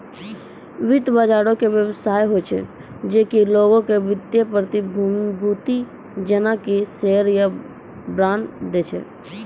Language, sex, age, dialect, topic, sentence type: Maithili, female, 36-40, Angika, banking, statement